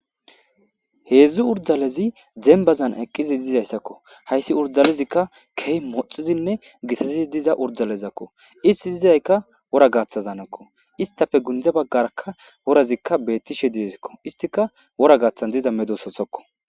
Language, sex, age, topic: Gamo, male, 18-24, government